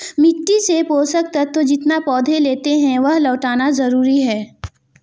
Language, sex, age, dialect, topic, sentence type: Hindi, female, 18-24, Marwari Dhudhari, agriculture, statement